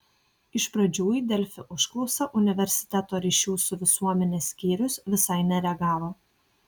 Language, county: Lithuanian, Kaunas